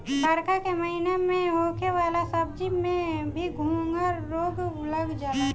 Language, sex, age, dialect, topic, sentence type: Bhojpuri, female, 25-30, Southern / Standard, agriculture, statement